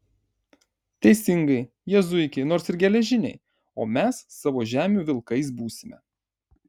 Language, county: Lithuanian, Marijampolė